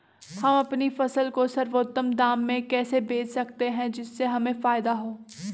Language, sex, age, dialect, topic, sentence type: Magahi, female, 46-50, Western, agriculture, question